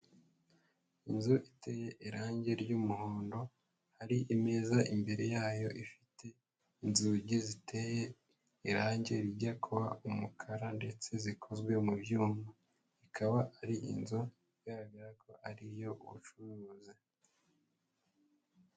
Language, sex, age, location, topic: Kinyarwanda, male, 25-35, Huye, education